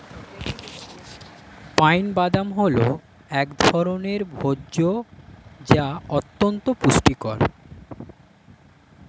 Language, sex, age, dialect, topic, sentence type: Bengali, male, 25-30, Standard Colloquial, agriculture, statement